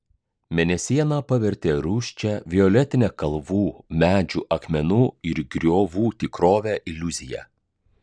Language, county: Lithuanian, Klaipėda